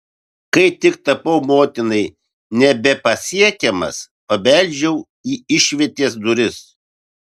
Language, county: Lithuanian, Vilnius